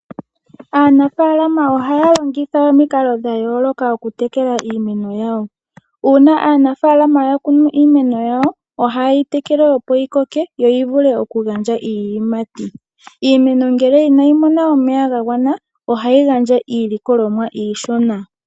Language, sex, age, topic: Oshiwambo, female, 18-24, agriculture